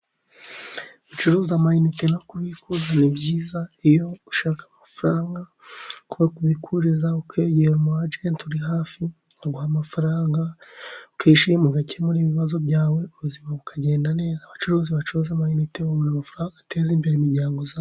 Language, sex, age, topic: Kinyarwanda, male, 36-49, finance